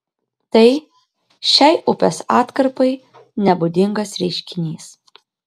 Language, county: Lithuanian, Klaipėda